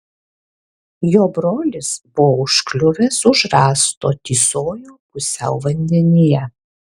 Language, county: Lithuanian, Alytus